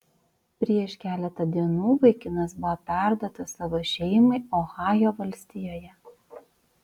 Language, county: Lithuanian, Vilnius